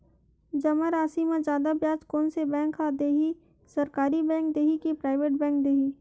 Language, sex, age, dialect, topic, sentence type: Chhattisgarhi, female, 25-30, Western/Budati/Khatahi, banking, question